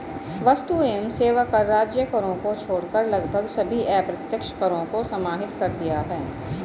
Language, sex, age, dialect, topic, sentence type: Hindi, female, 41-45, Hindustani Malvi Khadi Boli, banking, statement